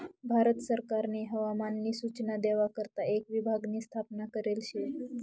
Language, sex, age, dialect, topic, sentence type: Marathi, female, 18-24, Northern Konkan, agriculture, statement